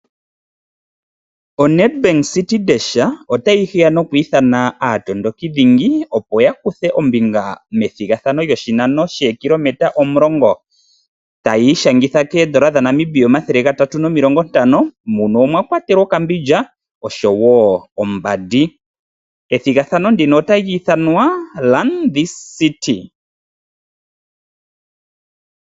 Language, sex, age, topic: Oshiwambo, male, 25-35, finance